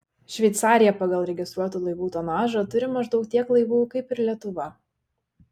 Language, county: Lithuanian, Šiauliai